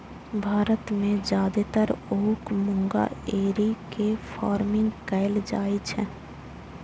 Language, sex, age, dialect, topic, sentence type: Maithili, female, 18-24, Eastern / Thethi, agriculture, statement